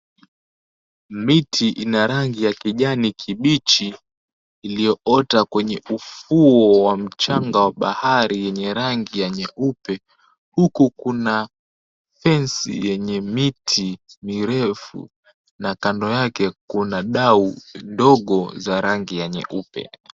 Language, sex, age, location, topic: Swahili, male, 18-24, Mombasa, agriculture